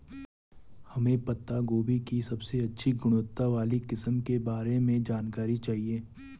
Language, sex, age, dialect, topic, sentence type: Hindi, male, 18-24, Garhwali, agriculture, question